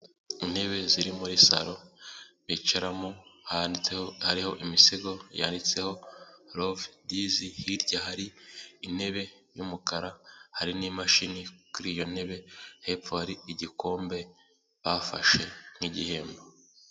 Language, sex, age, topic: Kinyarwanda, male, 18-24, finance